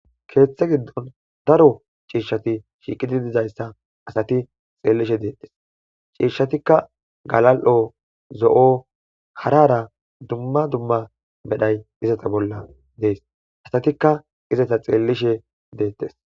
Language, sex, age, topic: Gamo, male, 25-35, agriculture